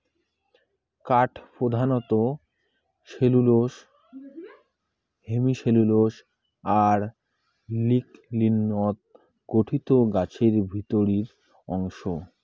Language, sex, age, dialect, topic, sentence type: Bengali, male, 18-24, Rajbangshi, agriculture, statement